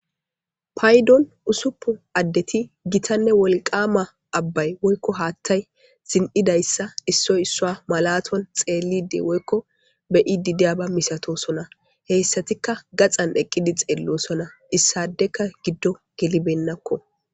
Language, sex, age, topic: Gamo, female, 18-24, government